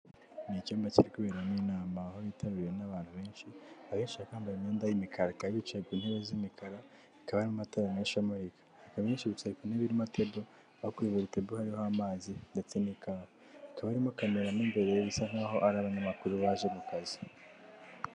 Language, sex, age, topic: Kinyarwanda, female, 18-24, government